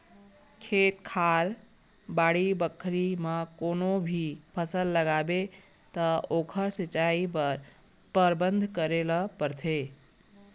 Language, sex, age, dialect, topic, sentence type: Chhattisgarhi, female, 41-45, Eastern, agriculture, statement